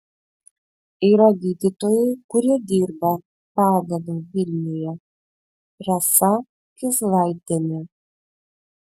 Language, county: Lithuanian, Vilnius